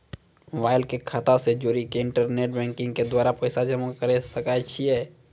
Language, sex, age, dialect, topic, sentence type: Maithili, male, 18-24, Angika, banking, question